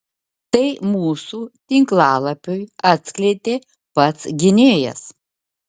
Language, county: Lithuanian, Vilnius